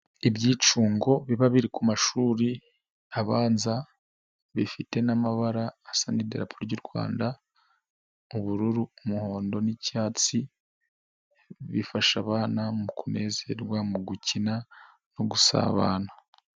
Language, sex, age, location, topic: Kinyarwanda, male, 25-35, Nyagatare, education